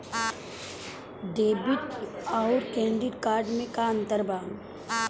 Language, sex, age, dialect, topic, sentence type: Bhojpuri, female, 31-35, Southern / Standard, banking, question